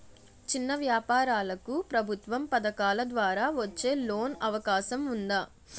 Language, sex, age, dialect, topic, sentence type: Telugu, female, 56-60, Utterandhra, banking, question